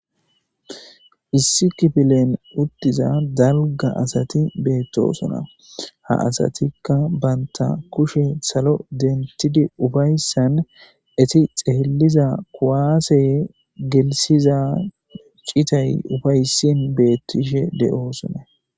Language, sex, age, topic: Gamo, male, 25-35, government